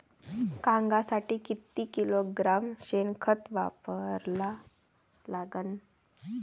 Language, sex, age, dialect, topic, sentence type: Marathi, female, 18-24, Varhadi, agriculture, question